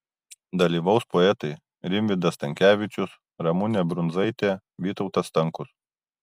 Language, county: Lithuanian, Kaunas